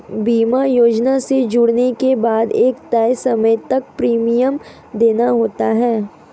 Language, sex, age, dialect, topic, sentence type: Hindi, female, 18-24, Marwari Dhudhari, banking, statement